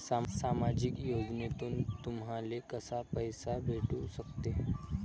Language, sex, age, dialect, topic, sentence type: Marathi, male, 18-24, Varhadi, banking, question